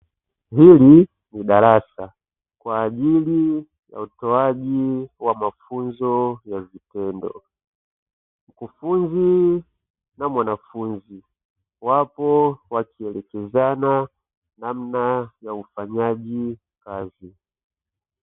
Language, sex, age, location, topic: Swahili, male, 25-35, Dar es Salaam, education